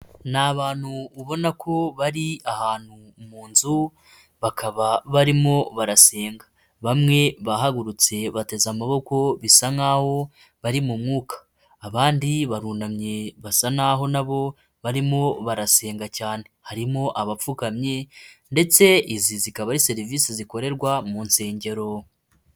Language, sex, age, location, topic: Kinyarwanda, female, 25-35, Nyagatare, finance